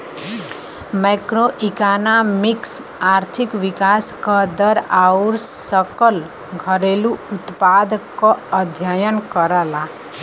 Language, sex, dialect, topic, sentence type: Bhojpuri, female, Western, banking, statement